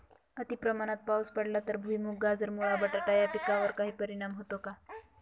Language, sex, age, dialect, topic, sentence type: Marathi, female, 18-24, Northern Konkan, agriculture, question